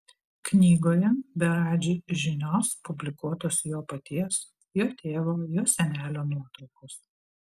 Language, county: Lithuanian, Vilnius